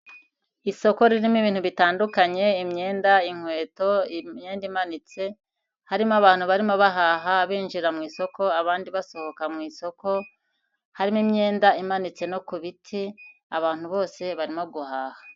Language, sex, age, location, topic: Kinyarwanda, female, 50+, Kigali, finance